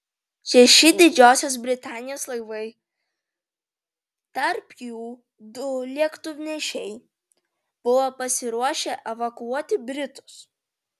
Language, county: Lithuanian, Vilnius